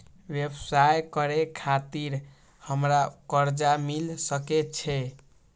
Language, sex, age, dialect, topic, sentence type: Maithili, male, 18-24, Eastern / Thethi, banking, question